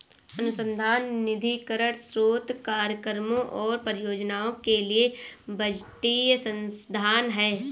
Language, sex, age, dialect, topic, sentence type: Hindi, female, 18-24, Awadhi Bundeli, banking, statement